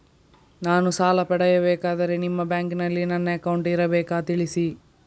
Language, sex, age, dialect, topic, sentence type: Kannada, male, 51-55, Coastal/Dakshin, banking, question